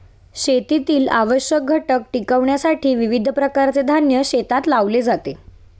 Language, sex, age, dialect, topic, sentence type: Marathi, female, 18-24, Standard Marathi, agriculture, statement